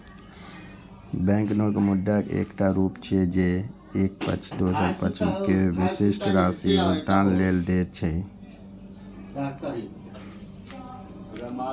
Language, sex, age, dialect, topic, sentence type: Maithili, male, 56-60, Eastern / Thethi, banking, statement